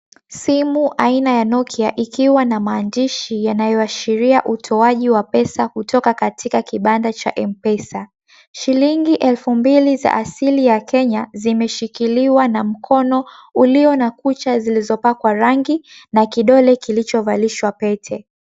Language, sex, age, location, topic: Swahili, female, 18-24, Mombasa, finance